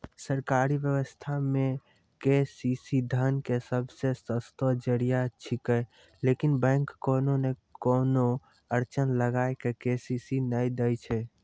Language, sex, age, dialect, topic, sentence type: Maithili, male, 18-24, Angika, agriculture, question